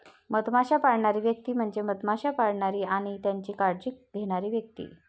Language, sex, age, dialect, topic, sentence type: Marathi, female, 36-40, Varhadi, agriculture, statement